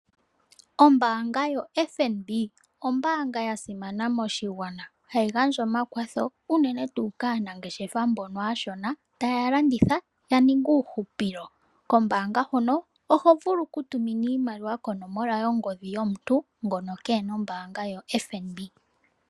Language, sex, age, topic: Oshiwambo, female, 18-24, finance